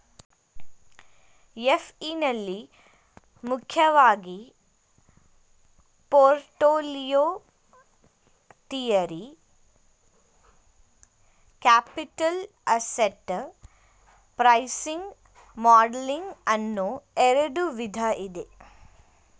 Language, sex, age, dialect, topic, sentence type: Kannada, female, 18-24, Mysore Kannada, banking, statement